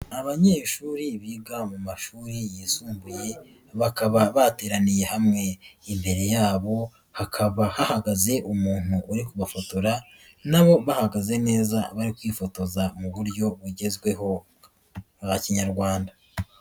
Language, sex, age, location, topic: Kinyarwanda, female, 18-24, Nyagatare, education